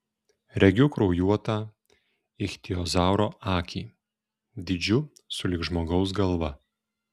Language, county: Lithuanian, Šiauliai